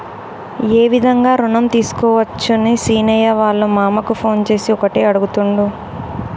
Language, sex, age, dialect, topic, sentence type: Telugu, male, 18-24, Telangana, banking, statement